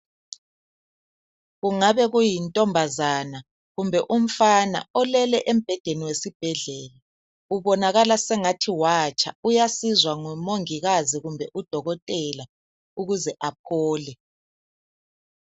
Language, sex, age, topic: North Ndebele, male, 50+, health